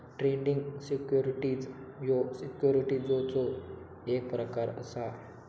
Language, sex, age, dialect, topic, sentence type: Marathi, male, 18-24, Southern Konkan, banking, statement